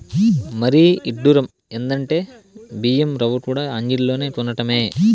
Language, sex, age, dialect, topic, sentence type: Telugu, male, 18-24, Southern, agriculture, statement